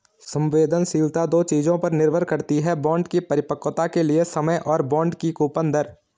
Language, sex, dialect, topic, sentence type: Hindi, male, Garhwali, banking, statement